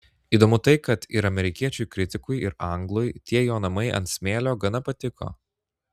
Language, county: Lithuanian, Klaipėda